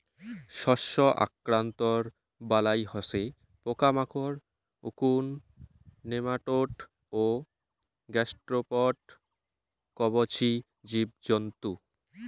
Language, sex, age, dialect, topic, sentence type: Bengali, male, 18-24, Rajbangshi, agriculture, statement